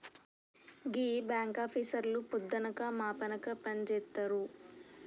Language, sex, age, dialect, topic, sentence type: Telugu, female, 18-24, Telangana, banking, statement